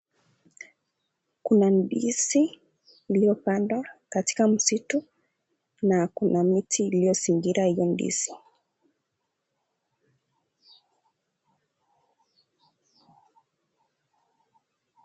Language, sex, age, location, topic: Swahili, female, 18-24, Nakuru, agriculture